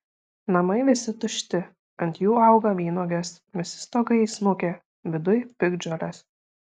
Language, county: Lithuanian, Šiauliai